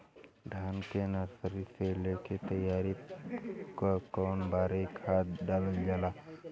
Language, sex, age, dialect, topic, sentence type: Bhojpuri, male, 18-24, Western, agriculture, question